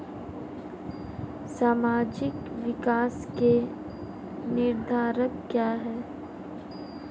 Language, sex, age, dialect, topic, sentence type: Hindi, female, 25-30, Marwari Dhudhari, banking, question